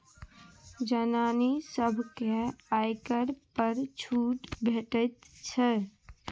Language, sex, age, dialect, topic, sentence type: Maithili, female, 25-30, Bajjika, banking, statement